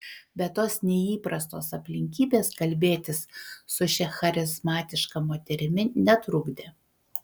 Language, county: Lithuanian, Panevėžys